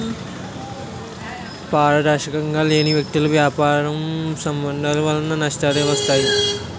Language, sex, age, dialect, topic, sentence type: Telugu, male, 18-24, Utterandhra, banking, statement